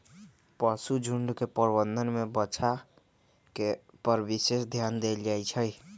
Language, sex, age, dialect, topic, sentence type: Magahi, male, 18-24, Western, agriculture, statement